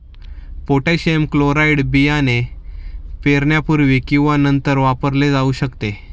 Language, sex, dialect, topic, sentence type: Marathi, male, Standard Marathi, agriculture, statement